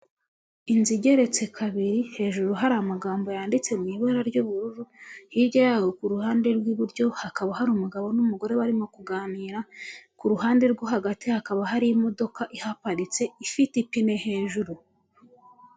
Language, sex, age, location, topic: Kinyarwanda, female, 25-35, Huye, finance